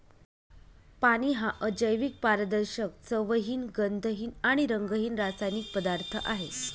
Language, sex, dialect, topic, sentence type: Marathi, female, Northern Konkan, agriculture, statement